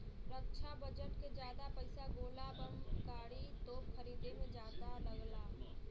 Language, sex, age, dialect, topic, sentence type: Bhojpuri, female, 18-24, Western, banking, statement